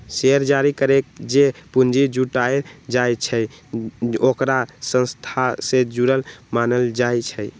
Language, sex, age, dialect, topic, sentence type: Magahi, male, 18-24, Western, banking, statement